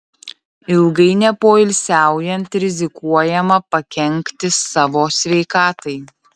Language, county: Lithuanian, Utena